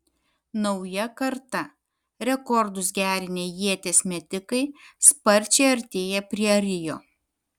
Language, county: Lithuanian, Kaunas